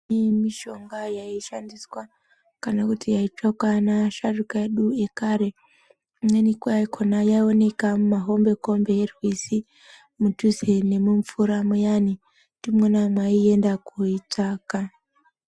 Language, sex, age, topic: Ndau, male, 18-24, health